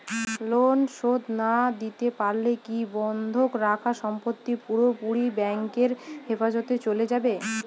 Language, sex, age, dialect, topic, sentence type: Bengali, female, 25-30, Northern/Varendri, banking, question